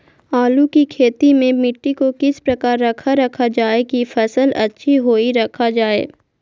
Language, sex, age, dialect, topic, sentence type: Magahi, female, 18-24, Southern, agriculture, question